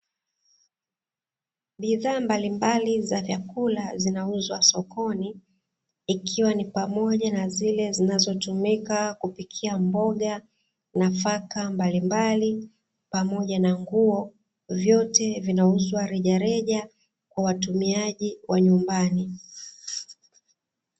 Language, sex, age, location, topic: Swahili, female, 36-49, Dar es Salaam, finance